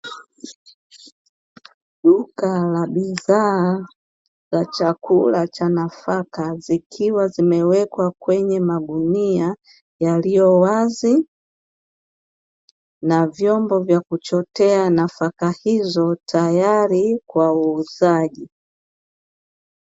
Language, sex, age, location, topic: Swahili, female, 36-49, Dar es Salaam, finance